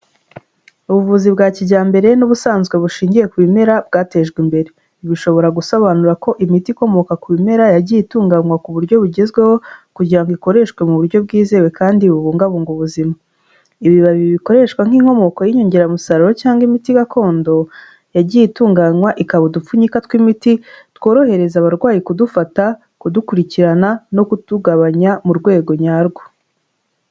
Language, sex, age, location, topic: Kinyarwanda, female, 25-35, Kigali, health